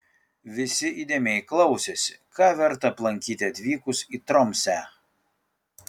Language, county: Lithuanian, Kaunas